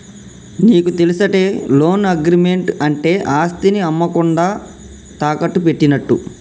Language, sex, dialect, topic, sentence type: Telugu, male, Telangana, banking, statement